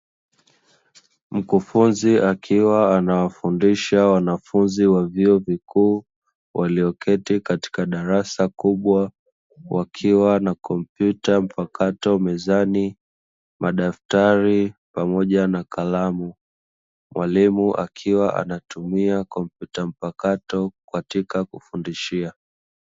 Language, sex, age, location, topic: Swahili, male, 25-35, Dar es Salaam, education